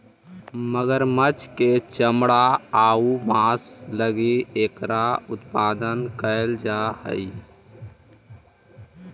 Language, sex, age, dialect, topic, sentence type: Magahi, male, 18-24, Central/Standard, agriculture, statement